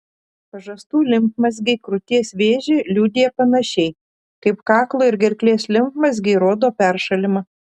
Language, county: Lithuanian, Šiauliai